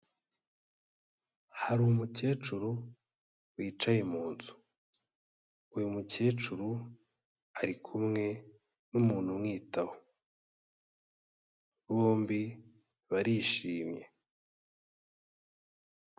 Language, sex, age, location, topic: Kinyarwanda, male, 18-24, Kigali, health